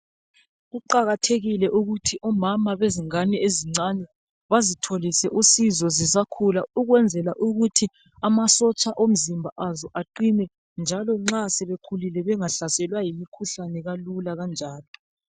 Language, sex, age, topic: North Ndebele, female, 36-49, health